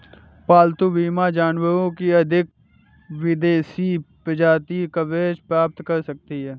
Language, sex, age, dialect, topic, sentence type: Hindi, male, 18-24, Awadhi Bundeli, banking, statement